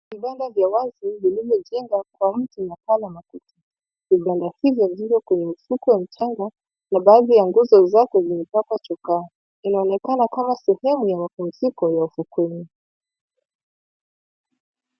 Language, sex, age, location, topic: Swahili, female, 25-35, Mombasa, government